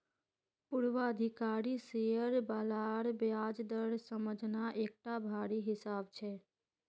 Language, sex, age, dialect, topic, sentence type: Magahi, female, 18-24, Northeastern/Surjapuri, banking, statement